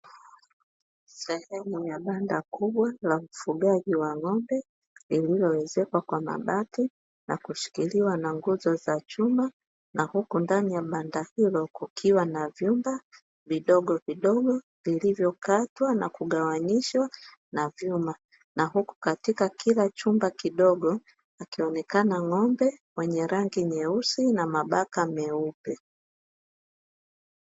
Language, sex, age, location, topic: Swahili, female, 50+, Dar es Salaam, agriculture